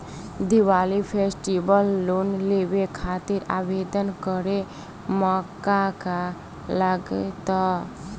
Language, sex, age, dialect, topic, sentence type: Bhojpuri, female, <18, Southern / Standard, banking, question